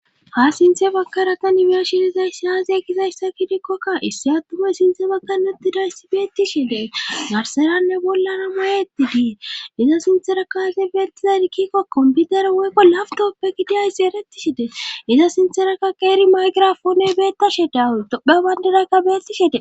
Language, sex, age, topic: Gamo, female, 25-35, government